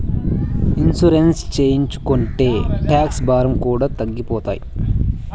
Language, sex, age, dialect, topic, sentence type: Telugu, male, 25-30, Southern, banking, statement